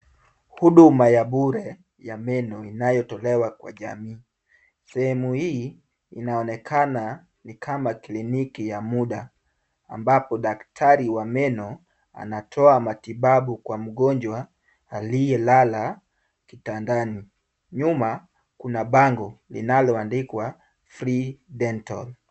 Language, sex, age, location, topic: Swahili, male, 25-35, Kisumu, health